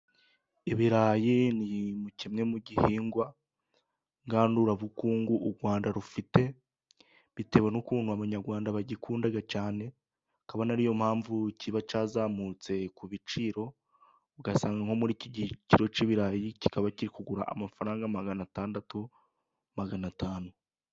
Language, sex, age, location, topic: Kinyarwanda, male, 18-24, Musanze, agriculture